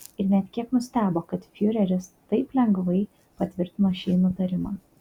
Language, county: Lithuanian, Kaunas